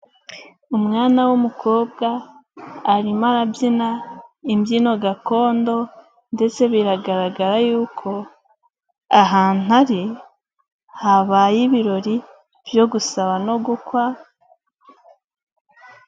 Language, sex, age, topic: Kinyarwanda, female, 18-24, government